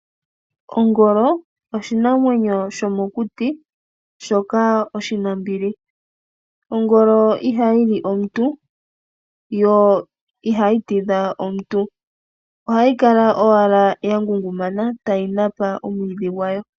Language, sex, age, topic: Oshiwambo, female, 18-24, agriculture